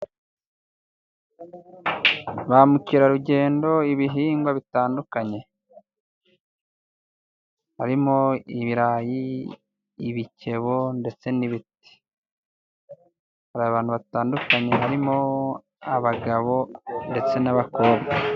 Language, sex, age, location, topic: Kinyarwanda, male, 18-24, Musanze, agriculture